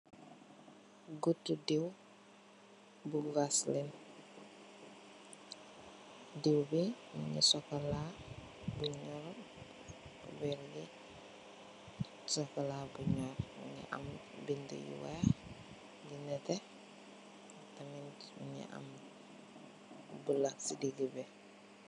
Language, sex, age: Wolof, female, 18-24